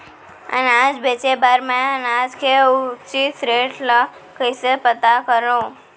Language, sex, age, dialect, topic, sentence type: Chhattisgarhi, female, 25-30, Central, agriculture, question